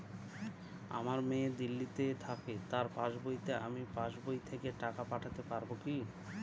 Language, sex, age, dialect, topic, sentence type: Bengali, male, 36-40, Northern/Varendri, banking, question